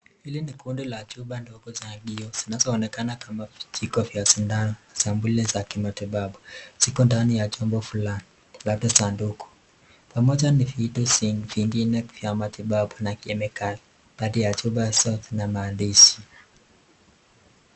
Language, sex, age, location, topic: Swahili, male, 18-24, Nakuru, health